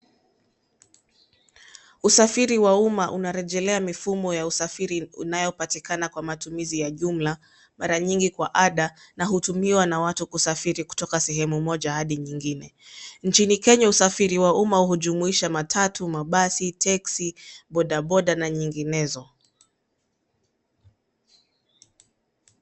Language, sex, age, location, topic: Swahili, female, 25-35, Nairobi, government